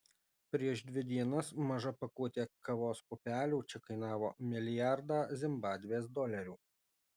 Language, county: Lithuanian, Alytus